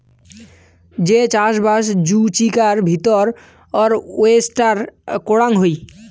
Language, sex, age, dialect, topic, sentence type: Bengali, male, 18-24, Rajbangshi, agriculture, statement